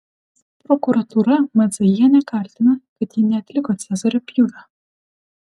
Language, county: Lithuanian, Vilnius